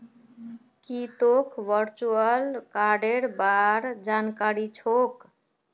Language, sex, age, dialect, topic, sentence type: Magahi, female, 41-45, Northeastern/Surjapuri, banking, statement